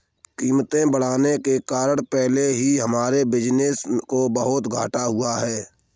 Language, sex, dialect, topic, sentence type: Hindi, male, Kanauji Braj Bhasha, banking, statement